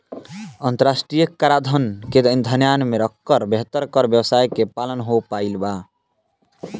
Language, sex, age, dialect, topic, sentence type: Bhojpuri, male, <18, Southern / Standard, banking, statement